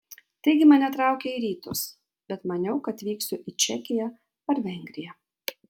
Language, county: Lithuanian, Vilnius